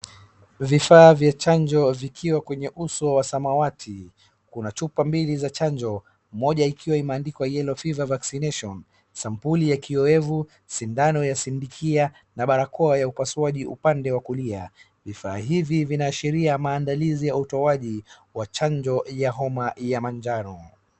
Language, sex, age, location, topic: Swahili, male, 36-49, Wajir, health